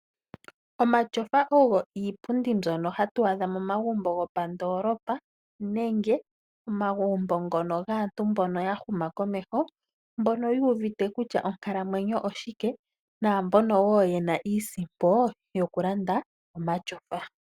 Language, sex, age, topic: Oshiwambo, female, 36-49, finance